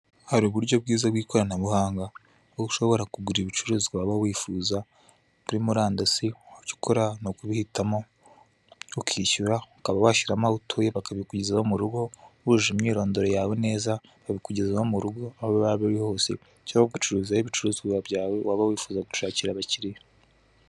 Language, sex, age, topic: Kinyarwanda, male, 18-24, finance